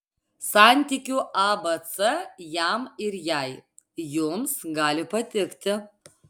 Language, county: Lithuanian, Alytus